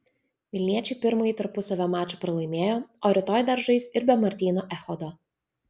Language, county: Lithuanian, Vilnius